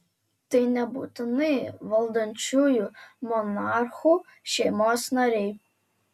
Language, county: Lithuanian, Telšiai